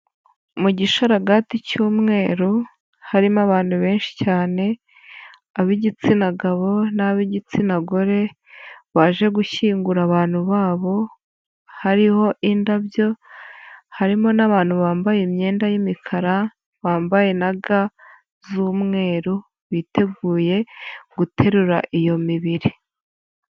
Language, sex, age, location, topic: Kinyarwanda, female, 25-35, Nyagatare, government